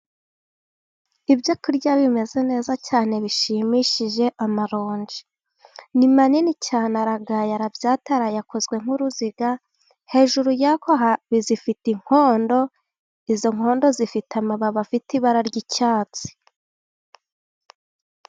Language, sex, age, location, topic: Kinyarwanda, female, 18-24, Gakenke, agriculture